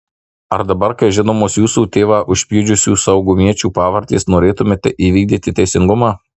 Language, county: Lithuanian, Marijampolė